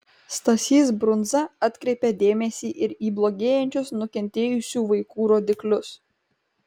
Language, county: Lithuanian, Kaunas